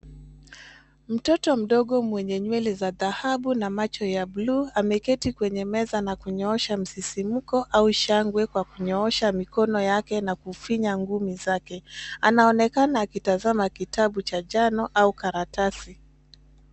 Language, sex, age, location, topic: Swahili, female, 25-35, Nairobi, education